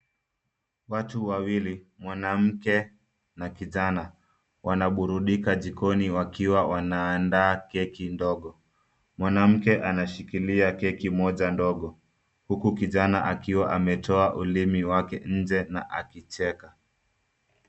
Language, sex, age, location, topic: Swahili, male, 25-35, Nairobi, education